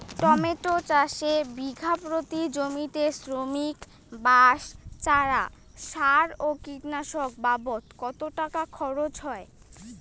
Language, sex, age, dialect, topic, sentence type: Bengali, female, 18-24, Rajbangshi, agriculture, question